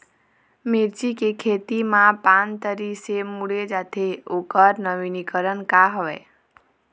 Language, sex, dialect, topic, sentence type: Chhattisgarhi, female, Eastern, agriculture, question